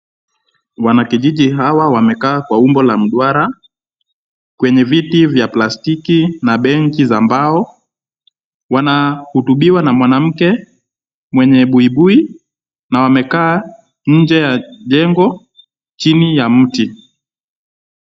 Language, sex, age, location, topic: Swahili, male, 25-35, Kisumu, health